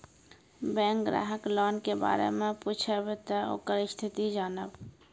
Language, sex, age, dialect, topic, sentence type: Maithili, female, 36-40, Angika, banking, question